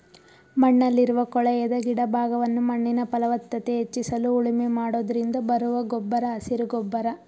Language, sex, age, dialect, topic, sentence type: Kannada, female, 18-24, Mysore Kannada, agriculture, statement